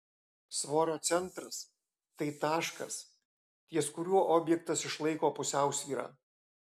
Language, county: Lithuanian, Alytus